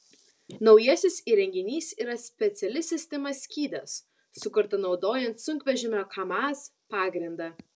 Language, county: Lithuanian, Vilnius